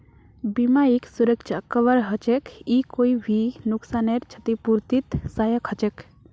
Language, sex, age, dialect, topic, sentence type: Magahi, female, 18-24, Northeastern/Surjapuri, banking, statement